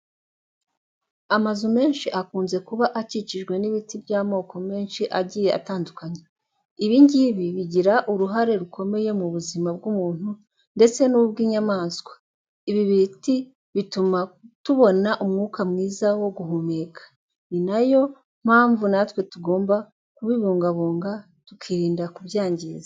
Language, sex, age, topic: Kinyarwanda, female, 25-35, education